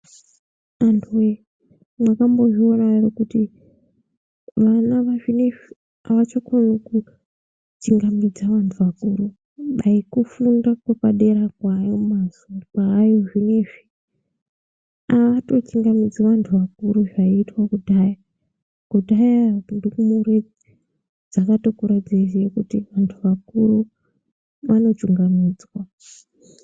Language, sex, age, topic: Ndau, female, 25-35, education